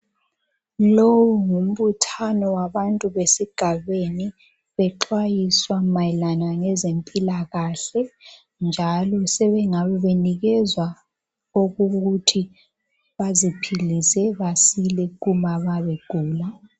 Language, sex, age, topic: North Ndebele, female, 18-24, health